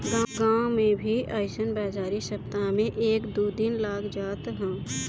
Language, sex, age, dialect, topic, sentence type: Bhojpuri, female, 25-30, Northern, agriculture, statement